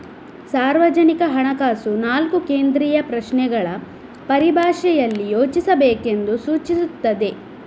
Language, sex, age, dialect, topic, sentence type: Kannada, female, 31-35, Coastal/Dakshin, banking, statement